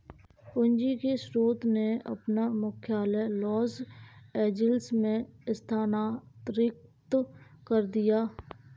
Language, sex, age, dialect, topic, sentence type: Hindi, female, 18-24, Kanauji Braj Bhasha, banking, statement